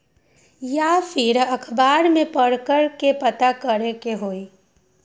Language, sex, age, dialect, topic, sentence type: Magahi, female, 18-24, Western, agriculture, question